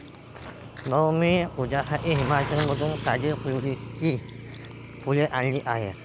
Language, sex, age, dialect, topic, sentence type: Marathi, male, 18-24, Varhadi, agriculture, statement